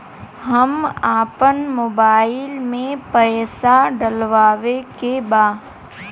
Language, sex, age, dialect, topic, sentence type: Bhojpuri, female, 18-24, Western, banking, question